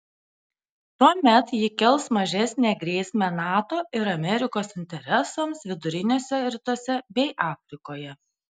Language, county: Lithuanian, Panevėžys